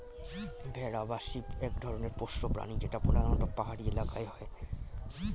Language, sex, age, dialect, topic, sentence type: Bengali, male, 18-24, Standard Colloquial, agriculture, statement